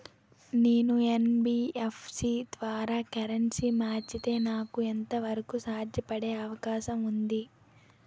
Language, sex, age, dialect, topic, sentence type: Telugu, female, 18-24, Utterandhra, banking, question